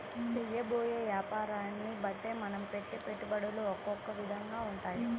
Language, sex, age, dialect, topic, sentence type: Telugu, female, 25-30, Central/Coastal, banking, statement